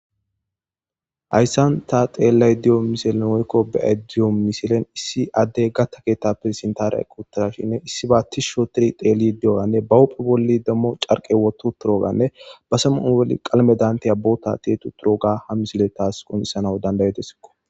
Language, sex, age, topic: Gamo, male, 18-24, government